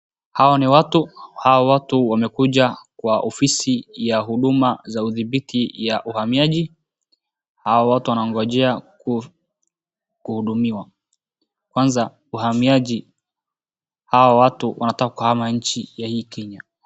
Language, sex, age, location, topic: Swahili, male, 18-24, Wajir, government